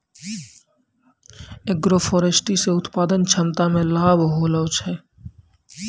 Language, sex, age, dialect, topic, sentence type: Maithili, male, 18-24, Angika, agriculture, statement